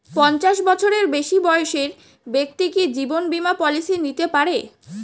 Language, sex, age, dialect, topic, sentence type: Bengali, female, 18-24, Standard Colloquial, banking, question